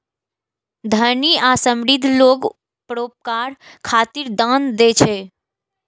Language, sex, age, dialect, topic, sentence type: Maithili, female, 18-24, Eastern / Thethi, banking, statement